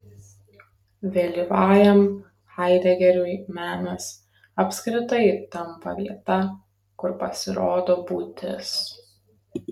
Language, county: Lithuanian, Kaunas